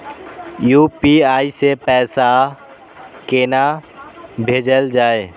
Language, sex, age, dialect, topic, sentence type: Maithili, male, 18-24, Eastern / Thethi, banking, question